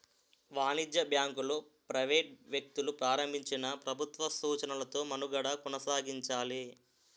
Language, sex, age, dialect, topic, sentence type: Telugu, male, 18-24, Utterandhra, banking, statement